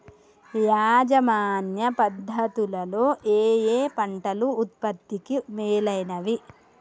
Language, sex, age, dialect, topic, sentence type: Telugu, female, 18-24, Telangana, agriculture, question